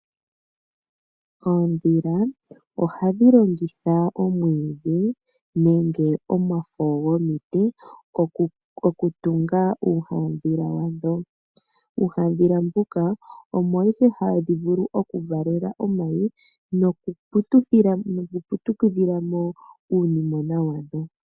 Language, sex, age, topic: Oshiwambo, female, 25-35, agriculture